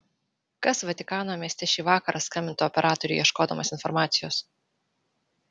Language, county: Lithuanian, Vilnius